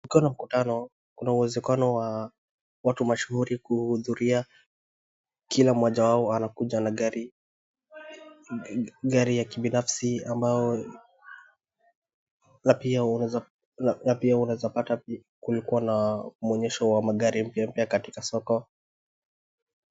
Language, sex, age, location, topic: Swahili, male, 25-35, Wajir, finance